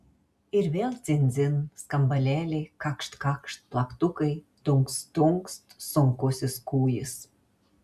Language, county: Lithuanian, Marijampolė